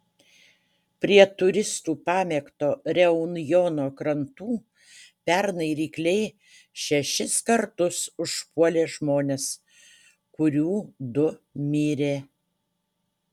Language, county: Lithuanian, Utena